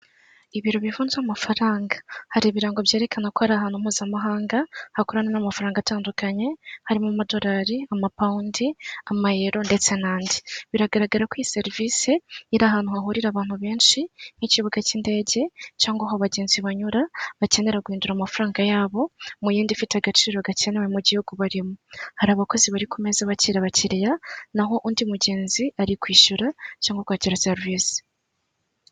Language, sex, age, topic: Kinyarwanda, female, 36-49, finance